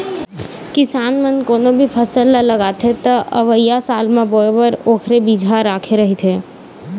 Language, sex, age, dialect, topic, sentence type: Chhattisgarhi, female, 18-24, Eastern, agriculture, statement